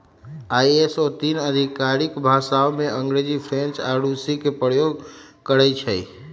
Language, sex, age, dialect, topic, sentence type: Magahi, male, 31-35, Western, banking, statement